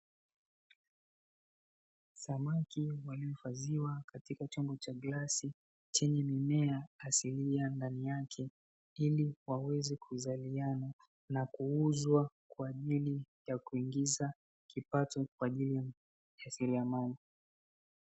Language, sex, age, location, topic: Swahili, male, 18-24, Dar es Salaam, agriculture